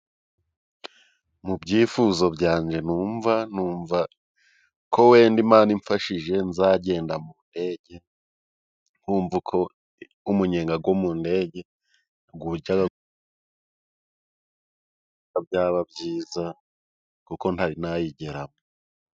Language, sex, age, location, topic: Kinyarwanda, male, 25-35, Musanze, government